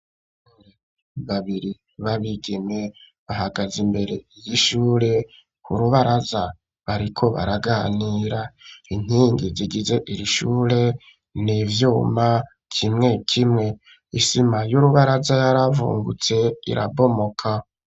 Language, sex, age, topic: Rundi, male, 25-35, education